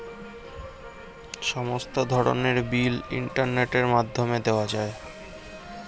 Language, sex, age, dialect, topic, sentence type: Bengali, male, 18-24, Standard Colloquial, banking, statement